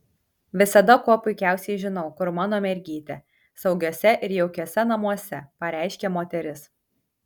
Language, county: Lithuanian, Kaunas